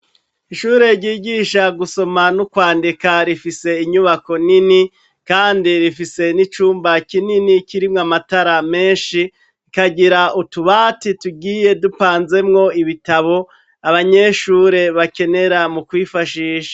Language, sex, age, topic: Rundi, male, 36-49, education